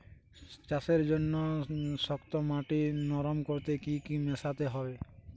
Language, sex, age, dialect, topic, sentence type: Bengali, male, 18-24, Western, agriculture, question